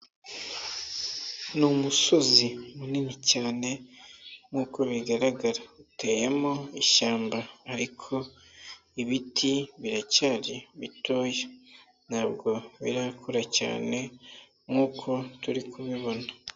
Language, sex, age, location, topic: Kinyarwanda, male, 18-24, Nyagatare, agriculture